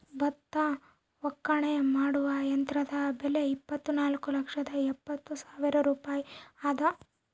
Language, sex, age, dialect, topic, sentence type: Kannada, female, 18-24, Central, agriculture, statement